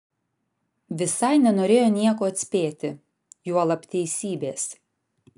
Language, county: Lithuanian, Vilnius